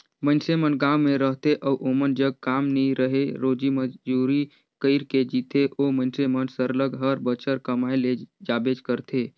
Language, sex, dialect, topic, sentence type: Chhattisgarhi, male, Northern/Bhandar, agriculture, statement